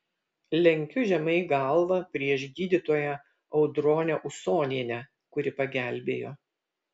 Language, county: Lithuanian, Vilnius